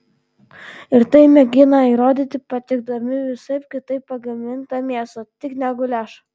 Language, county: Lithuanian, Vilnius